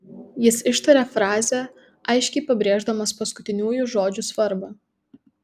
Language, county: Lithuanian, Tauragė